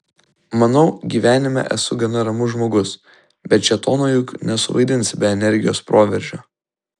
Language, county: Lithuanian, Vilnius